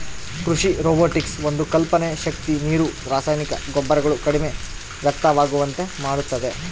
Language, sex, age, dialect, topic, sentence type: Kannada, female, 18-24, Central, agriculture, statement